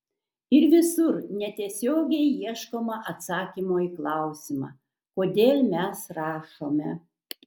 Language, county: Lithuanian, Kaunas